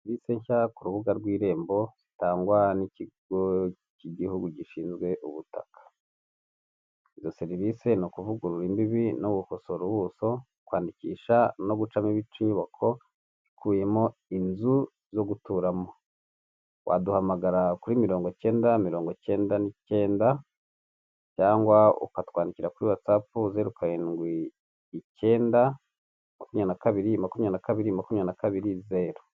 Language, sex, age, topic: Kinyarwanda, male, 18-24, government